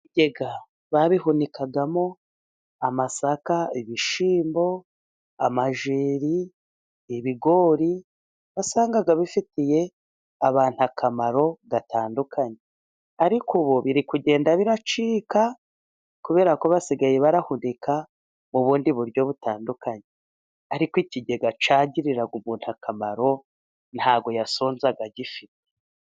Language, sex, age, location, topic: Kinyarwanda, female, 36-49, Musanze, government